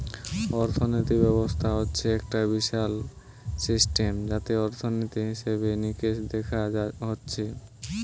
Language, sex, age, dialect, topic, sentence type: Bengali, male, 18-24, Western, banking, statement